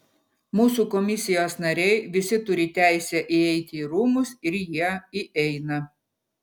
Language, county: Lithuanian, Utena